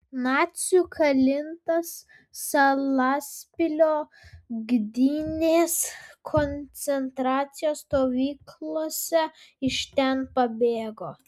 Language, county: Lithuanian, Vilnius